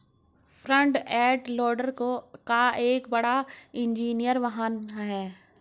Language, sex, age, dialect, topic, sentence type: Hindi, female, 60-100, Hindustani Malvi Khadi Boli, agriculture, statement